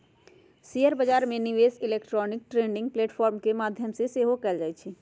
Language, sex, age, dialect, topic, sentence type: Magahi, female, 60-100, Western, banking, statement